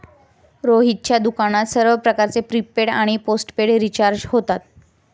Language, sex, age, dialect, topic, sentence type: Marathi, female, 18-24, Standard Marathi, banking, statement